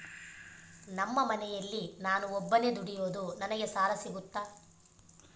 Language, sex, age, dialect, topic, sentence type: Kannada, male, 25-30, Central, banking, question